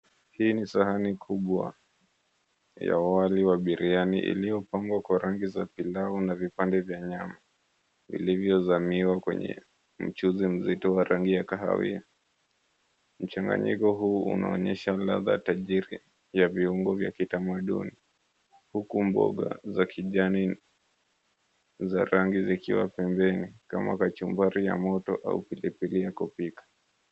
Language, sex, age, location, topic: Swahili, male, 25-35, Mombasa, agriculture